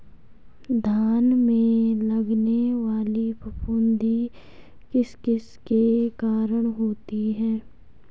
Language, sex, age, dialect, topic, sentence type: Hindi, female, 18-24, Garhwali, agriculture, question